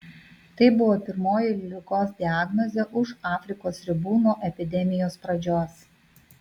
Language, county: Lithuanian, Vilnius